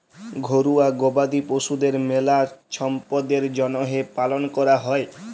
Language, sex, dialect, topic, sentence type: Bengali, male, Jharkhandi, agriculture, statement